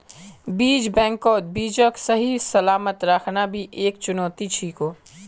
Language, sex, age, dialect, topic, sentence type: Magahi, male, 18-24, Northeastern/Surjapuri, agriculture, statement